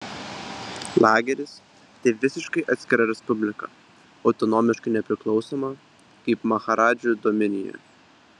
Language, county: Lithuanian, Vilnius